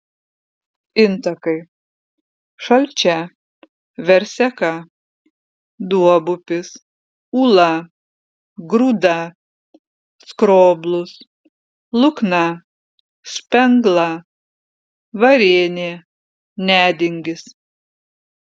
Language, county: Lithuanian, Vilnius